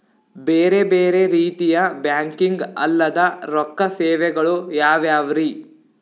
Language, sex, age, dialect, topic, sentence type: Kannada, male, 18-24, Northeastern, banking, question